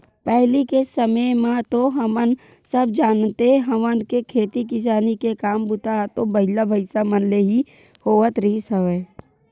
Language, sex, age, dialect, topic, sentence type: Chhattisgarhi, female, 41-45, Western/Budati/Khatahi, banking, statement